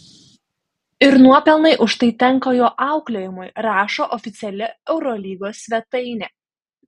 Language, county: Lithuanian, Panevėžys